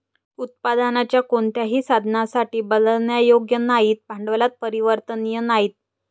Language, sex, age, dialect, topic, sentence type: Marathi, female, 25-30, Varhadi, banking, statement